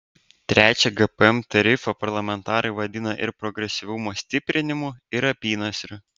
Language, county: Lithuanian, Vilnius